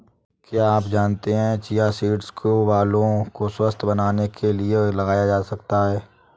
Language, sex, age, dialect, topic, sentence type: Hindi, male, 18-24, Awadhi Bundeli, agriculture, statement